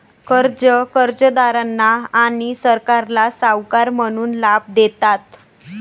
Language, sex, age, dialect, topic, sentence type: Marathi, male, 18-24, Varhadi, banking, statement